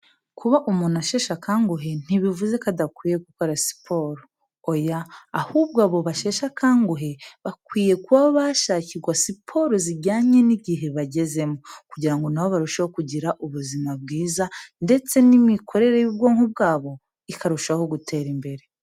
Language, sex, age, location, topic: Kinyarwanda, female, 18-24, Kigali, health